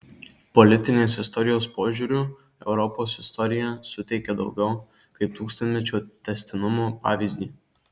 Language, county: Lithuanian, Marijampolė